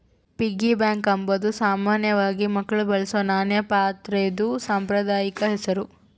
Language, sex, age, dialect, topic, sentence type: Kannada, female, 18-24, Central, banking, statement